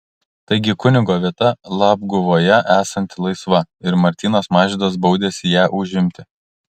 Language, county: Lithuanian, Kaunas